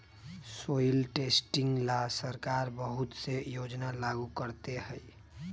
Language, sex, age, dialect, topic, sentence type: Magahi, male, 25-30, Western, agriculture, statement